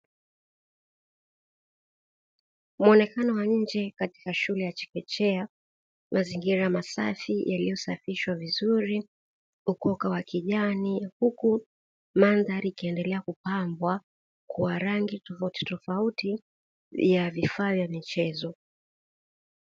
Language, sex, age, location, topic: Swahili, female, 36-49, Dar es Salaam, education